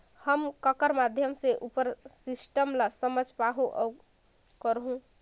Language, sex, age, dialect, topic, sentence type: Chhattisgarhi, female, 25-30, Northern/Bhandar, banking, question